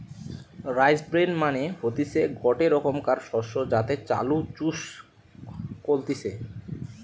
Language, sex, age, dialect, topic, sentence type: Bengali, male, 18-24, Western, agriculture, statement